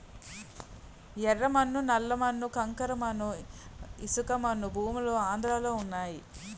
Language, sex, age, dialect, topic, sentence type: Telugu, female, 31-35, Utterandhra, agriculture, statement